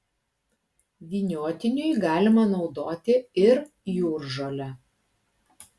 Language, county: Lithuanian, Klaipėda